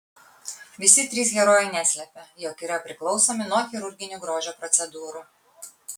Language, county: Lithuanian, Kaunas